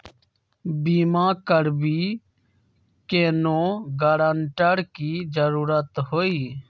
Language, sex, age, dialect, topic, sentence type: Magahi, male, 25-30, Western, banking, question